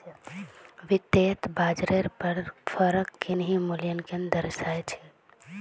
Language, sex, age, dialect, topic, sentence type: Magahi, female, 18-24, Northeastern/Surjapuri, banking, statement